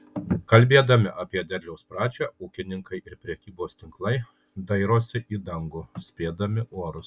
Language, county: Lithuanian, Kaunas